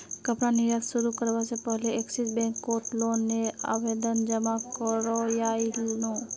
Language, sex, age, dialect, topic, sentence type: Magahi, female, 60-100, Northeastern/Surjapuri, banking, statement